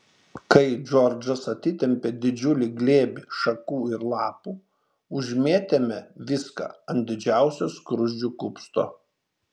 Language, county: Lithuanian, Šiauliai